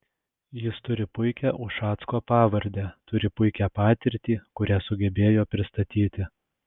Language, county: Lithuanian, Alytus